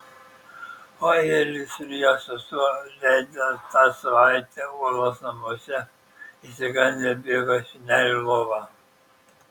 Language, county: Lithuanian, Šiauliai